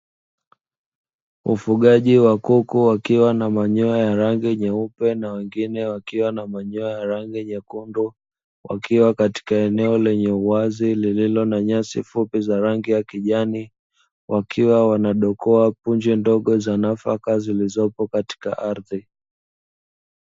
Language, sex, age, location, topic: Swahili, male, 25-35, Dar es Salaam, agriculture